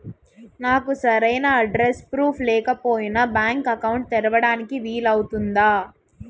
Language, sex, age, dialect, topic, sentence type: Telugu, female, 18-24, Utterandhra, banking, question